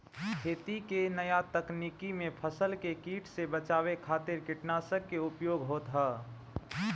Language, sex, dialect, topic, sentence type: Bhojpuri, male, Northern, agriculture, statement